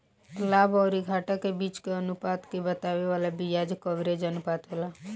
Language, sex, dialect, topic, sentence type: Bhojpuri, female, Northern, banking, statement